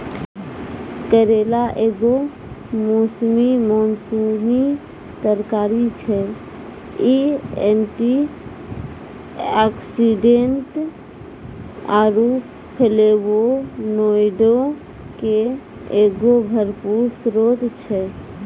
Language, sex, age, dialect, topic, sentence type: Maithili, female, 31-35, Angika, agriculture, statement